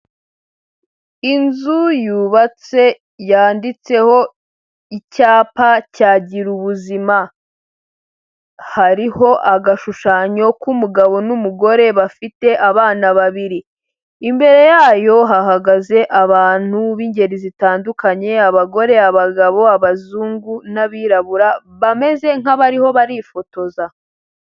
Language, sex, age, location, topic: Kinyarwanda, female, 18-24, Huye, health